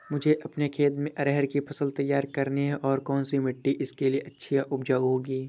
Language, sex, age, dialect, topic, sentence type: Hindi, male, 25-30, Awadhi Bundeli, agriculture, question